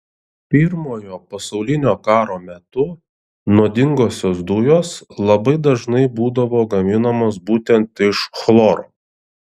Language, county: Lithuanian, Šiauliai